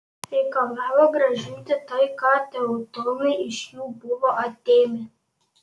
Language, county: Lithuanian, Panevėžys